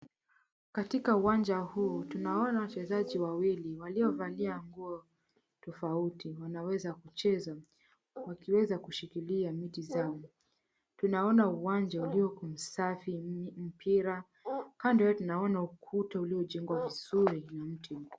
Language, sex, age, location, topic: Swahili, female, 25-35, Mombasa, education